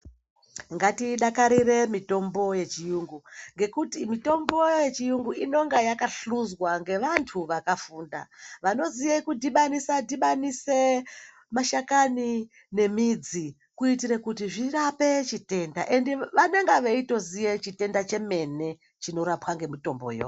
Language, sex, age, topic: Ndau, male, 18-24, health